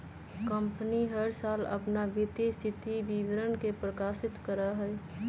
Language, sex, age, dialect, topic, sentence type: Magahi, female, 31-35, Western, banking, statement